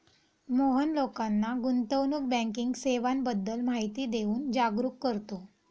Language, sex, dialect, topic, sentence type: Marathi, female, Standard Marathi, banking, statement